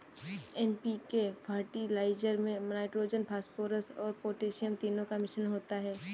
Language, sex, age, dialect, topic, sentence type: Hindi, female, 18-24, Kanauji Braj Bhasha, agriculture, statement